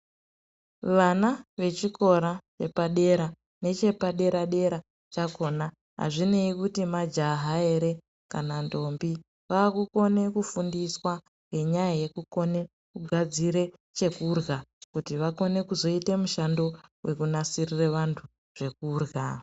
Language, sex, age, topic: Ndau, female, 18-24, education